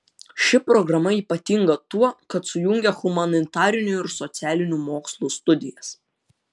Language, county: Lithuanian, Utena